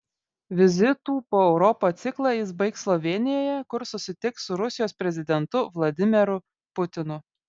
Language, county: Lithuanian, Vilnius